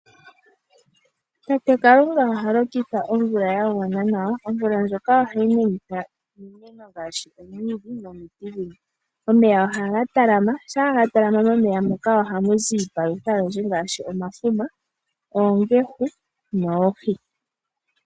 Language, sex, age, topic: Oshiwambo, female, 18-24, agriculture